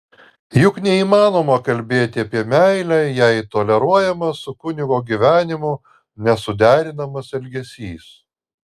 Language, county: Lithuanian, Alytus